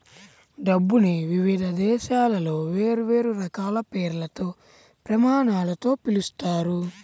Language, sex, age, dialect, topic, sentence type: Telugu, male, 18-24, Central/Coastal, banking, statement